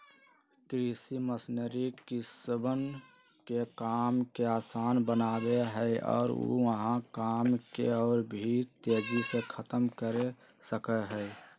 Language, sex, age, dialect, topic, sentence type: Magahi, male, 31-35, Western, agriculture, statement